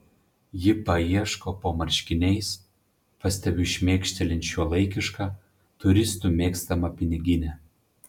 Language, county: Lithuanian, Panevėžys